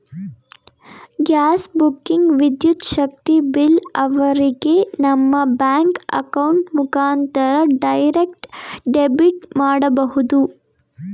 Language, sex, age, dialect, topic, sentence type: Kannada, female, 18-24, Mysore Kannada, banking, statement